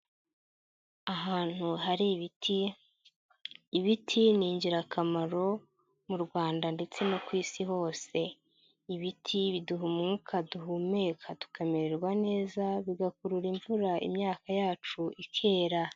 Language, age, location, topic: Kinyarwanda, 50+, Nyagatare, agriculture